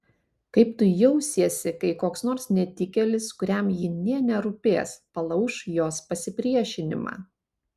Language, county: Lithuanian, Panevėžys